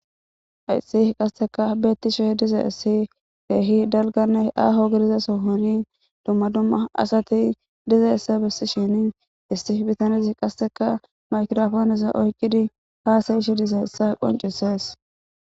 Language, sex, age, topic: Gamo, female, 18-24, government